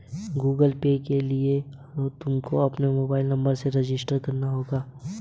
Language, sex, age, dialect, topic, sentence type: Hindi, male, 18-24, Hindustani Malvi Khadi Boli, banking, statement